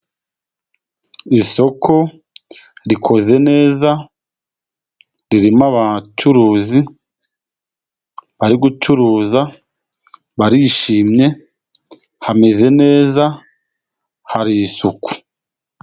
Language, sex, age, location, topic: Kinyarwanda, male, 25-35, Musanze, finance